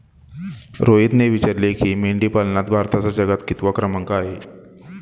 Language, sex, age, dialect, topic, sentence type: Marathi, male, 25-30, Standard Marathi, agriculture, statement